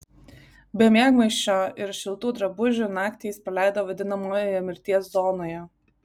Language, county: Lithuanian, Vilnius